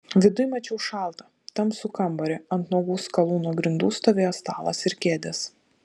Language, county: Lithuanian, Vilnius